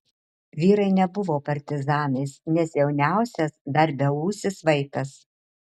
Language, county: Lithuanian, Marijampolė